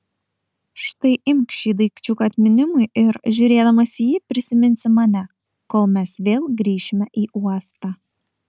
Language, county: Lithuanian, Kaunas